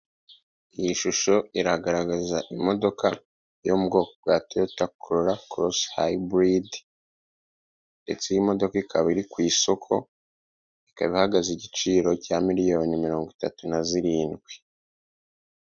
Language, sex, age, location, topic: Kinyarwanda, male, 36-49, Kigali, finance